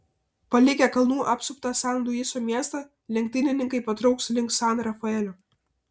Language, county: Lithuanian, Vilnius